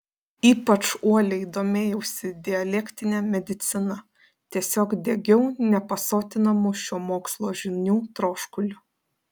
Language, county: Lithuanian, Panevėžys